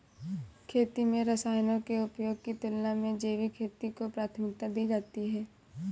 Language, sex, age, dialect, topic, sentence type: Hindi, female, 18-24, Kanauji Braj Bhasha, agriculture, statement